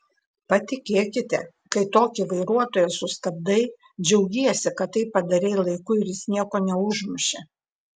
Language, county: Lithuanian, Klaipėda